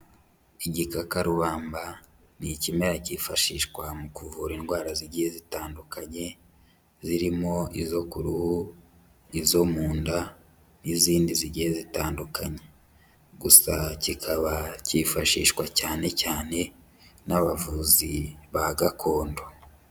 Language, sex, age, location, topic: Kinyarwanda, male, 25-35, Huye, health